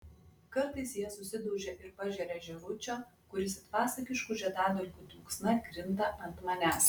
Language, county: Lithuanian, Klaipėda